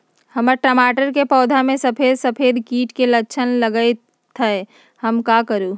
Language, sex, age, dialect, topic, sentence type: Magahi, female, 60-100, Western, agriculture, question